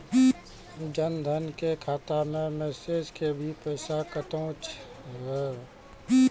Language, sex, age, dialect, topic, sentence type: Maithili, male, 36-40, Angika, banking, question